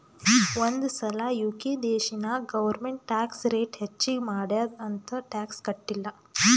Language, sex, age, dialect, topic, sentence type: Kannada, female, 18-24, Northeastern, banking, statement